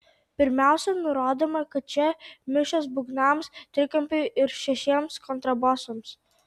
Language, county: Lithuanian, Tauragė